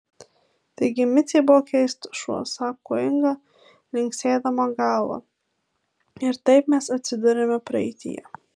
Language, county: Lithuanian, Marijampolė